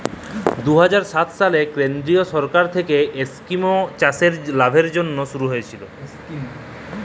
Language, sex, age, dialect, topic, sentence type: Bengali, male, 25-30, Jharkhandi, agriculture, statement